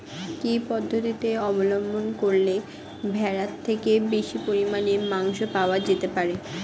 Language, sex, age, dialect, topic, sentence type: Bengali, female, 60-100, Standard Colloquial, agriculture, question